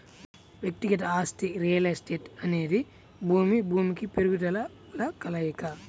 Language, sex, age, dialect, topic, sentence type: Telugu, male, 31-35, Central/Coastal, banking, statement